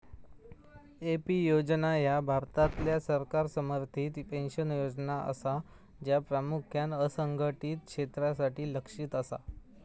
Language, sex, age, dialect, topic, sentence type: Marathi, male, 25-30, Southern Konkan, banking, statement